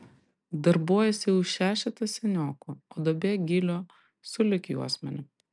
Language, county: Lithuanian, Panevėžys